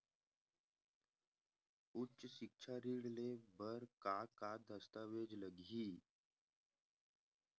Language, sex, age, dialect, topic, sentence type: Chhattisgarhi, male, 18-24, Western/Budati/Khatahi, banking, question